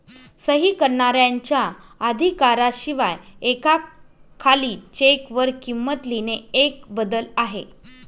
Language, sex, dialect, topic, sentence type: Marathi, female, Northern Konkan, banking, statement